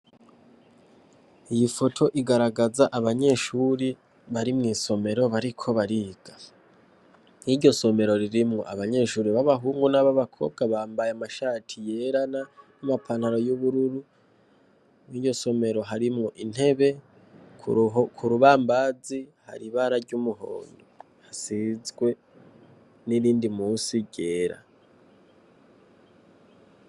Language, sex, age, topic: Rundi, male, 18-24, education